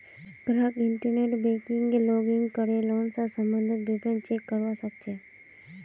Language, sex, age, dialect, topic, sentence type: Magahi, female, 18-24, Northeastern/Surjapuri, banking, statement